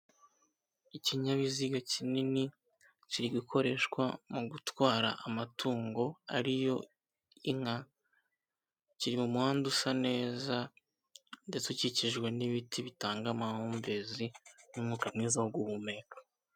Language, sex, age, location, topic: Kinyarwanda, male, 18-24, Kigali, government